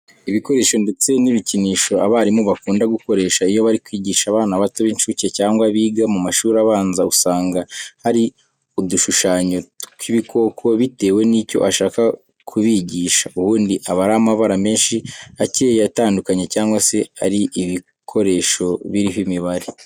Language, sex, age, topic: Kinyarwanda, male, 18-24, education